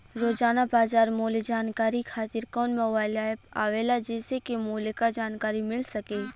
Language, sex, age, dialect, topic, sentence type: Bhojpuri, female, 18-24, Western, agriculture, question